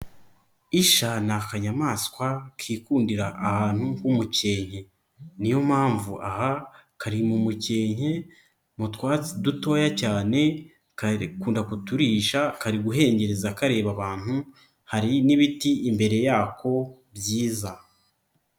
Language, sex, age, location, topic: Kinyarwanda, male, 25-35, Nyagatare, agriculture